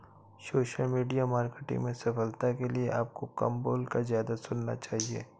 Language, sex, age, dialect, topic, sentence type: Hindi, male, 18-24, Awadhi Bundeli, banking, statement